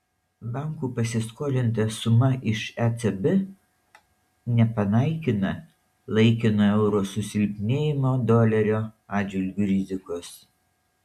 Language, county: Lithuanian, Šiauliai